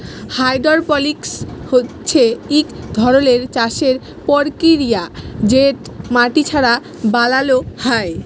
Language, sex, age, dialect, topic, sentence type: Bengali, female, 36-40, Jharkhandi, agriculture, statement